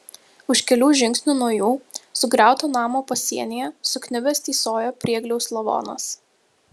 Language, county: Lithuanian, Vilnius